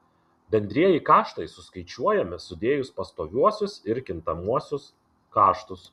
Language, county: Lithuanian, Kaunas